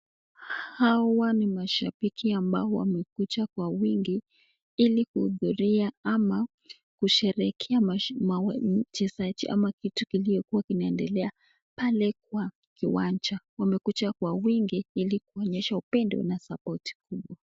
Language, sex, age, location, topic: Swahili, female, 18-24, Nakuru, government